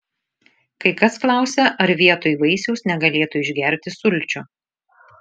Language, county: Lithuanian, Šiauliai